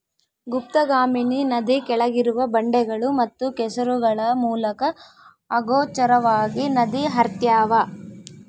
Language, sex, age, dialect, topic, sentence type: Kannada, female, 18-24, Central, agriculture, statement